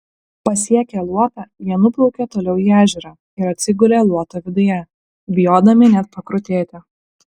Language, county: Lithuanian, Utena